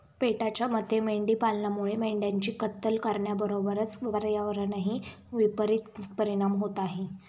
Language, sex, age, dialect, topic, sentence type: Marathi, female, 18-24, Standard Marathi, agriculture, statement